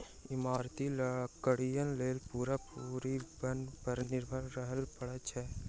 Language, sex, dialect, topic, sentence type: Maithili, male, Southern/Standard, agriculture, statement